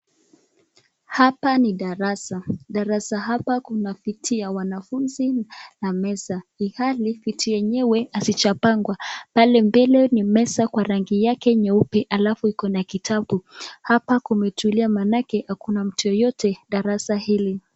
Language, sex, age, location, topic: Swahili, female, 18-24, Nakuru, education